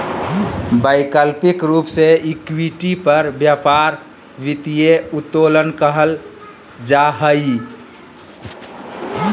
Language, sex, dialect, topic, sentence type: Magahi, male, Southern, banking, statement